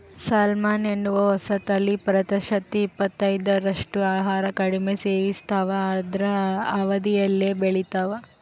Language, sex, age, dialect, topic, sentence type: Kannada, female, 36-40, Central, agriculture, statement